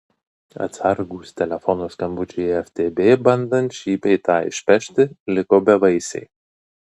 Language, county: Lithuanian, Vilnius